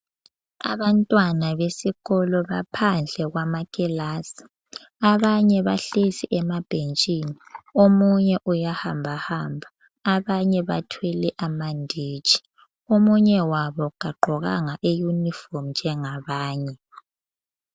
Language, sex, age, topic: North Ndebele, female, 18-24, education